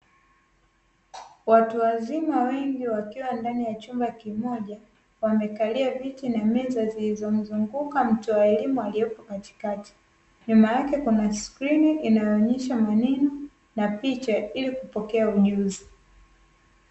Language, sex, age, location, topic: Swahili, female, 18-24, Dar es Salaam, education